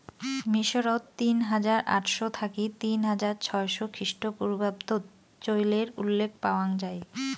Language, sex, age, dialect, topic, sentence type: Bengali, female, 25-30, Rajbangshi, agriculture, statement